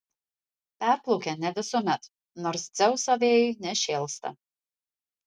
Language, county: Lithuanian, Vilnius